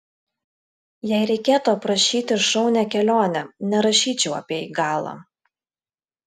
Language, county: Lithuanian, Klaipėda